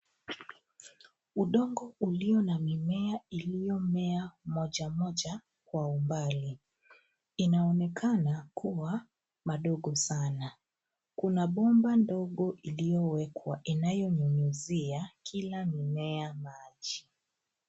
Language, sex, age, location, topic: Swahili, female, 25-35, Nairobi, agriculture